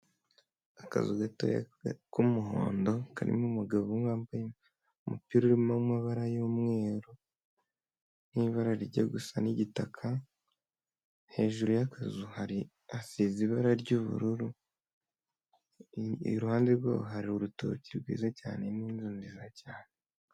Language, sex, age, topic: Kinyarwanda, male, 18-24, finance